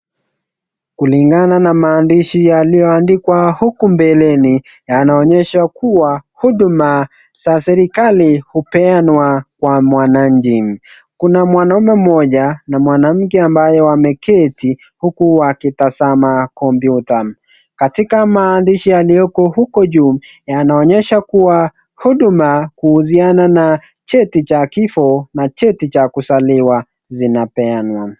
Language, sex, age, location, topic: Swahili, male, 18-24, Nakuru, government